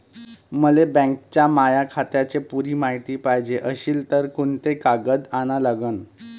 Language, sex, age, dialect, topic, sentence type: Marathi, male, 31-35, Varhadi, banking, question